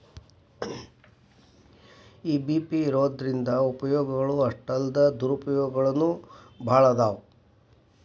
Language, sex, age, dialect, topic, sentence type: Kannada, male, 60-100, Dharwad Kannada, banking, statement